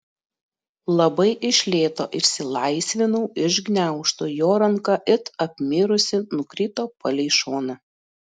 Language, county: Lithuanian, Panevėžys